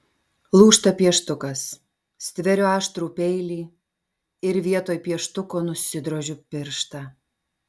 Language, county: Lithuanian, Alytus